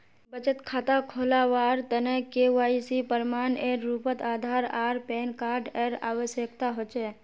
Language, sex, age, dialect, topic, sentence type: Magahi, female, 18-24, Northeastern/Surjapuri, banking, statement